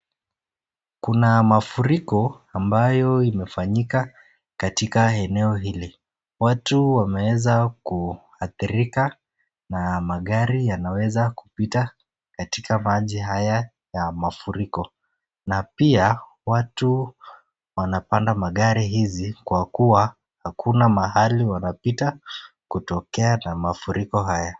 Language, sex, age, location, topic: Swahili, male, 18-24, Nakuru, health